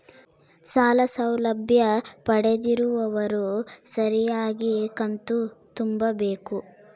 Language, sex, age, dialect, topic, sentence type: Kannada, female, 18-24, Central, banking, question